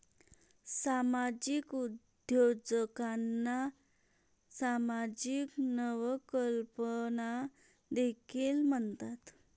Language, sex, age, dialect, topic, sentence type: Marathi, female, 31-35, Varhadi, banking, statement